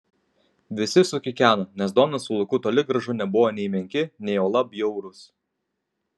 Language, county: Lithuanian, Kaunas